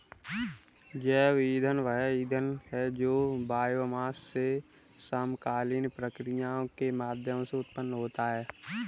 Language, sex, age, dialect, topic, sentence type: Hindi, male, 18-24, Kanauji Braj Bhasha, agriculture, statement